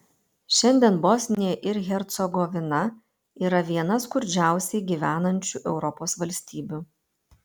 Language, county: Lithuanian, Panevėžys